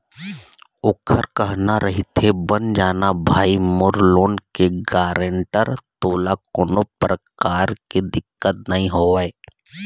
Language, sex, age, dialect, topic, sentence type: Chhattisgarhi, male, 31-35, Eastern, banking, statement